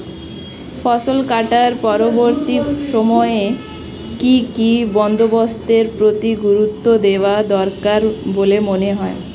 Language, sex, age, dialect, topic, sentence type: Bengali, female, 25-30, Standard Colloquial, agriculture, statement